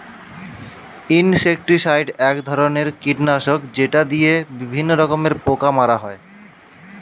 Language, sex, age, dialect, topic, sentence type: Bengali, male, 25-30, Standard Colloquial, agriculture, statement